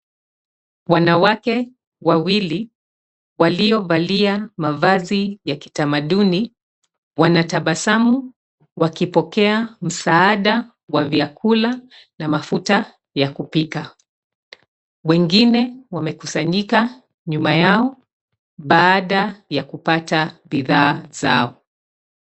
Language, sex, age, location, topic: Swahili, female, 36-49, Nairobi, health